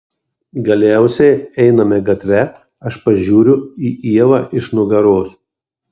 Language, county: Lithuanian, Marijampolė